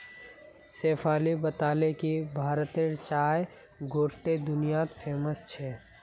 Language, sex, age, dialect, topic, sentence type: Magahi, male, 18-24, Northeastern/Surjapuri, agriculture, statement